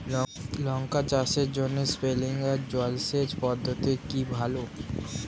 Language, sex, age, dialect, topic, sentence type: Bengali, male, 18-24, Standard Colloquial, agriculture, question